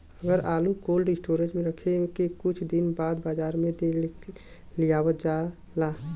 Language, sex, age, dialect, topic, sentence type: Bhojpuri, male, 18-24, Western, agriculture, question